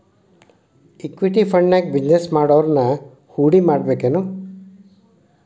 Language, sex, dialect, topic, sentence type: Kannada, male, Dharwad Kannada, banking, statement